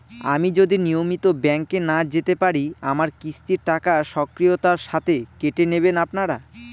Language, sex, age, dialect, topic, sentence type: Bengali, male, 18-24, Northern/Varendri, banking, question